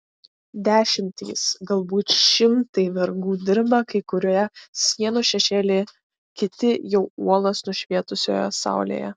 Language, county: Lithuanian, Klaipėda